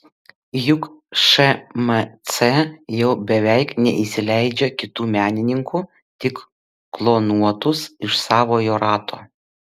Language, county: Lithuanian, Vilnius